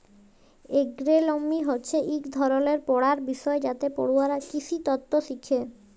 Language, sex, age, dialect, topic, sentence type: Bengali, male, 18-24, Jharkhandi, agriculture, statement